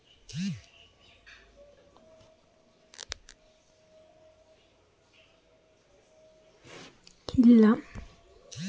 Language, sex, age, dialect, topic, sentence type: Kannada, female, 18-24, Mysore Kannada, banking, statement